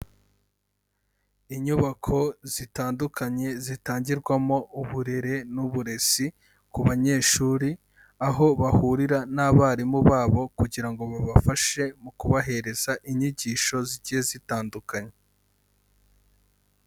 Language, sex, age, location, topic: Kinyarwanda, male, 25-35, Kigali, education